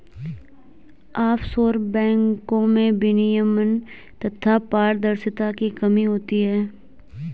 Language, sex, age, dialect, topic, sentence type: Hindi, female, 18-24, Garhwali, banking, statement